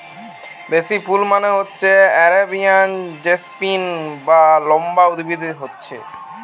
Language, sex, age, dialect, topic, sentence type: Bengali, male, 18-24, Western, agriculture, statement